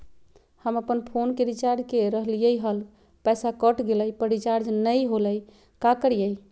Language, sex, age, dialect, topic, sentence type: Magahi, female, 36-40, Southern, banking, question